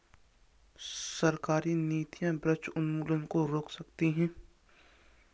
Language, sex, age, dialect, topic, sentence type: Hindi, male, 51-55, Kanauji Braj Bhasha, agriculture, statement